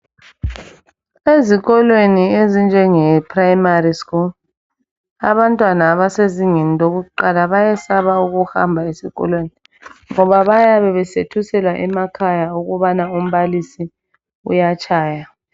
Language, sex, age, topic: North Ndebele, female, 25-35, education